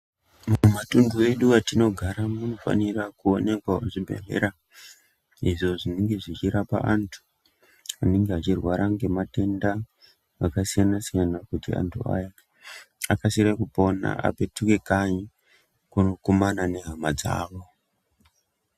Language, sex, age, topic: Ndau, female, 50+, health